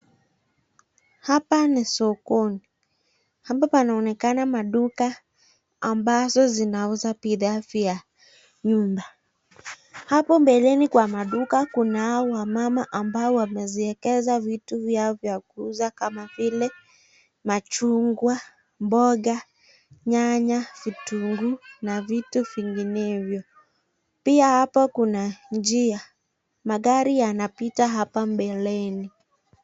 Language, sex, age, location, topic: Swahili, female, 36-49, Nakuru, finance